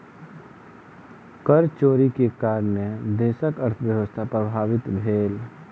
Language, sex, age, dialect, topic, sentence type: Maithili, male, 31-35, Southern/Standard, banking, statement